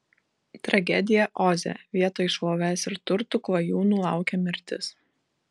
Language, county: Lithuanian, Vilnius